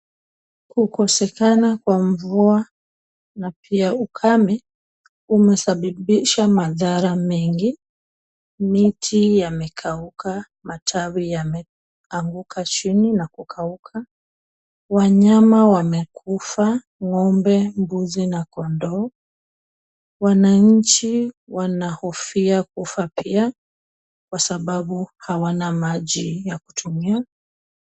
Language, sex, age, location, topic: Swahili, female, 25-35, Kisumu, health